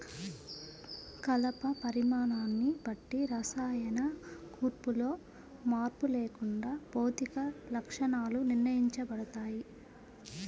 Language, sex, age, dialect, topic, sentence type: Telugu, female, 25-30, Central/Coastal, agriculture, statement